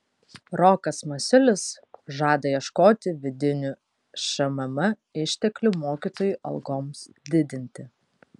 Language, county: Lithuanian, Kaunas